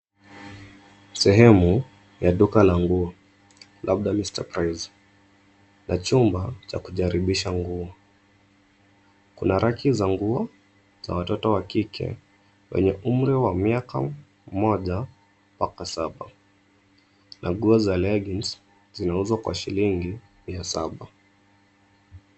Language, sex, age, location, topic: Swahili, male, 25-35, Nairobi, finance